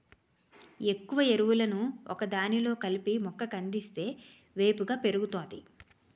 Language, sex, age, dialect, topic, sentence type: Telugu, female, 36-40, Utterandhra, agriculture, statement